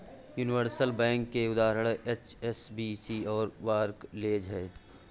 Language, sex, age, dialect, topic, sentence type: Hindi, male, 18-24, Awadhi Bundeli, banking, statement